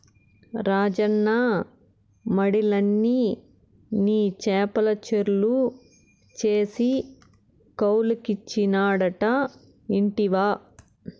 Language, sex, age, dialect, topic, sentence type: Telugu, male, 18-24, Southern, agriculture, statement